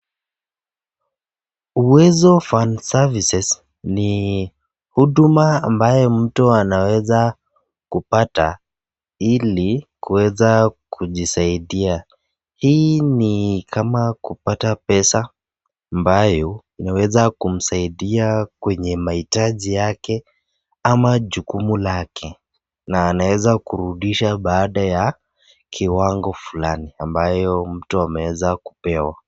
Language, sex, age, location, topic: Swahili, male, 18-24, Nakuru, government